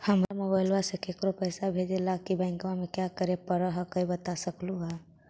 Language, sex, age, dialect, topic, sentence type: Magahi, male, 60-100, Central/Standard, banking, question